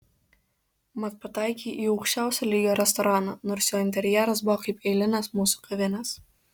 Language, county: Lithuanian, Kaunas